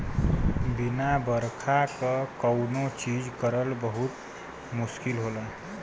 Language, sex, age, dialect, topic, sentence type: Bhojpuri, male, 25-30, Western, agriculture, statement